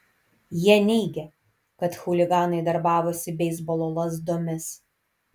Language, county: Lithuanian, Kaunas